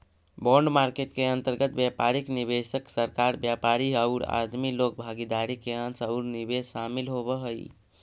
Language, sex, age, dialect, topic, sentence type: Magahi, male, 25-30, Central/Standard, banking, statement